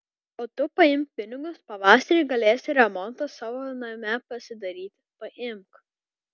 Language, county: Lithuanian, Kaunas